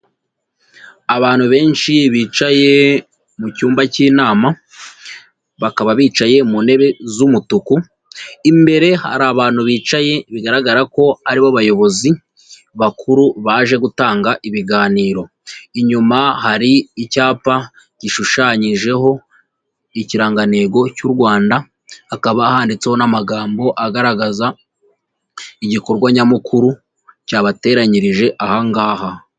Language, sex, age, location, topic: Kinyarwanda, female, 36-49, Huye, health